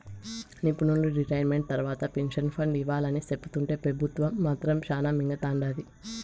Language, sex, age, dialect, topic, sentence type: Telugu, female, 18-24, Southern, banking, statement